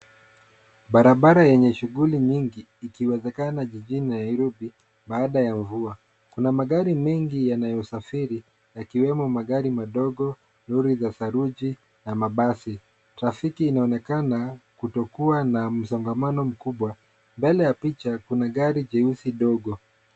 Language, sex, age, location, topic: Swahili, male, 25-35, Nairobi, government